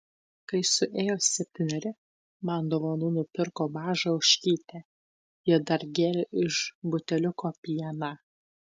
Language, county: Lithuanian, Tauragė